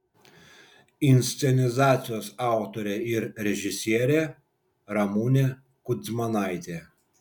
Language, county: Lithuanian, Vilnius